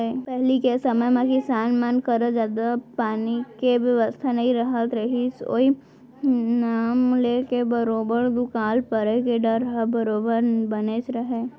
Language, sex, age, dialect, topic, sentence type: Chhattisgarhi, female, 18-24, Central, agriculture, statement